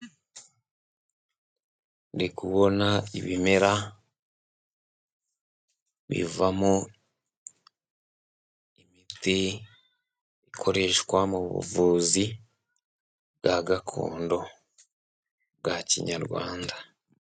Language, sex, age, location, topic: Kinyarwanda, male, 18-24, Musanze, health